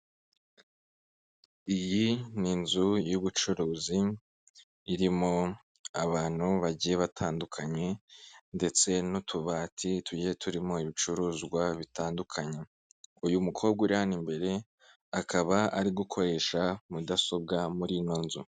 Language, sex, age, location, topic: Kinyarwanda, male, 25-35, Kigali, finance